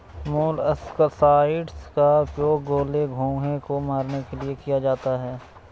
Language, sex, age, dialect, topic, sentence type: Hindi, male, 18-24, Awadhi Bundeli, agriculture, statement